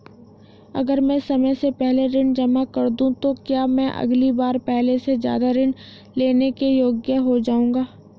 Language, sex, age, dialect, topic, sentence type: Hindi, female, 18-24, Hindustani Malvi Khadi Boli, banking, question